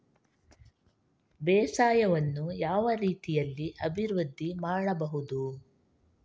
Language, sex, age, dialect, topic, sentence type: Kannada, female, 31-35, Coastal/Dakshin, agriculture, question